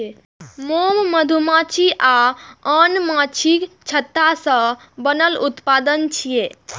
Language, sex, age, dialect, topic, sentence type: Maithili, female, 18-24, Eastern / Thethi, agriculture, statement